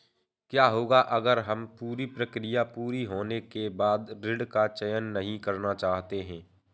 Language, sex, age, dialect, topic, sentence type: Hindi, male, 18-24, Awadhi Bundeli, banking, question